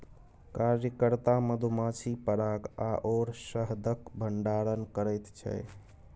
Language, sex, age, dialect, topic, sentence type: Maithili, male, 18-24, Bajjika, agriculture, statement